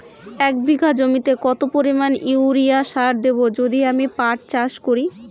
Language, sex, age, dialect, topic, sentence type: Bengali, female, <18, Rajbangshi, agriculture, question